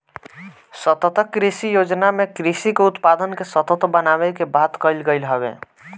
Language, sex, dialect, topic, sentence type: Bhojpuri, male, Northern, agriculture, statement